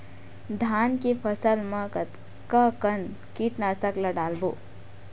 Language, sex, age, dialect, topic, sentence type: Chhattisgarhi, female, 56-60, Western/Budati/Khatahi, agriculture, question